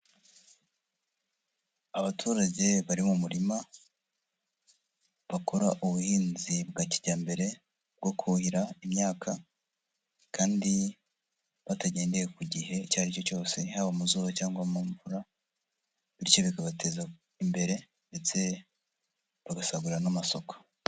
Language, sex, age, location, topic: Kinyarwanda, male, 50+, Huye, agriculture